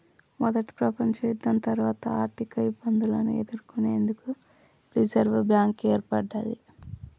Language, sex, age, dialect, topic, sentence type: Telugu, female, 31-35, Telangana, banking, statement